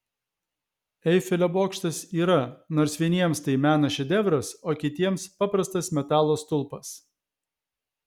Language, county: Lithuanian, Vilnius